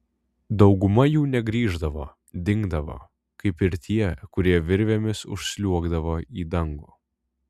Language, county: Lithuanian, Vilnius